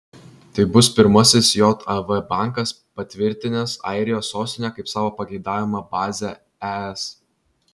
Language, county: Lithuanian, Vilnius